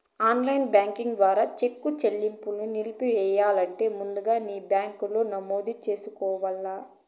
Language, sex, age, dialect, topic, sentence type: Telugu, female, 41-45, Southern, banking, statement